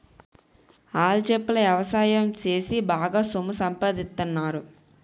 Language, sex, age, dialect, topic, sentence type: Telugu, female, 18-24, Utterandhra, agriculture, statement